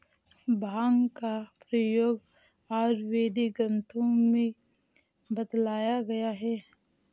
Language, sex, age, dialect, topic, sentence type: Hindi, female, 18-24, Awadhi Bundeli, agriculture, statement